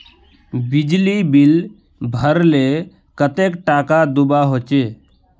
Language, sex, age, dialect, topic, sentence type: Magahi, male, 18-24, Northeastern/Surjapuri, banking, question